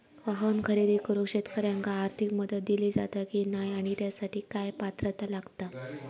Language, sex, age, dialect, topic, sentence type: Marathi, female, 25-30, Southern Konkan, agriculture, question